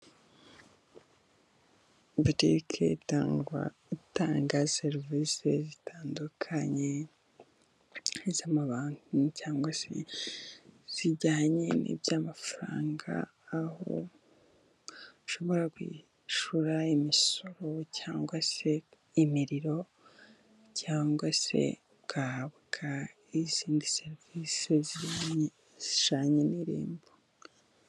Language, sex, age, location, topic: Kinyarwanda, female, 18-24, Musanze, finance